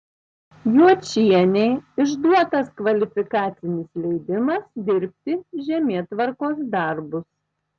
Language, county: Lithuanian, Tauragė